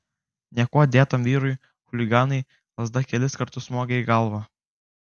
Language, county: Lithuanian, Kaunas